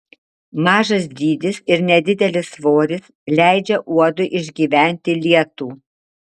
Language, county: Lithuanian, Marijampolė